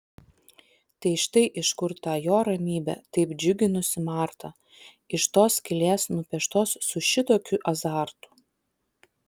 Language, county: Lithuanian, Vilnius